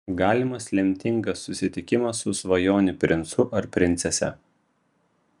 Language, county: Lithuanian, Vilnius